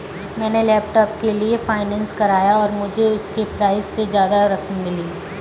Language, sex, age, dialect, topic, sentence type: Hindi, female, 18-24, Kanauji Braj Bhasha, banking, statement